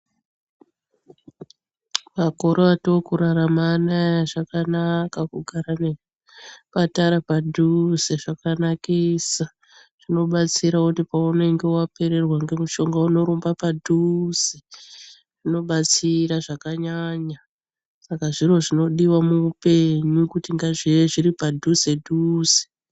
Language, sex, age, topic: Ndau, female, 36-49, health